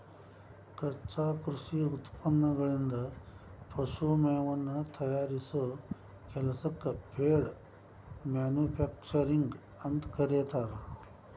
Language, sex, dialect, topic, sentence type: Kannada, male, Dharwad Kannada, agriculture, statement